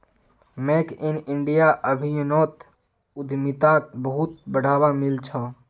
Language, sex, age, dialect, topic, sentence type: Magahi, female, 56-60, Northeastern/Surjapuri, banking, statement